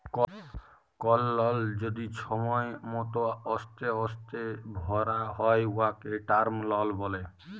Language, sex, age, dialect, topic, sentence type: Bengali, male, 18-24, Jharkhandi, banking, statement